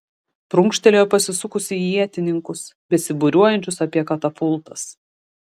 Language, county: Lithuanian, Šiauliai